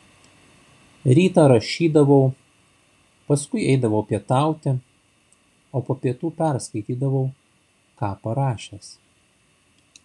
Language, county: Lithuanian, Šiauliai